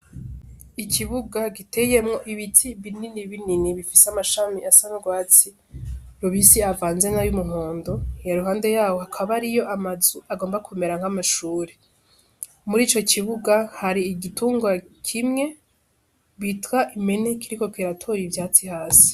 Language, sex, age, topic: Rundi, female, 18-24, education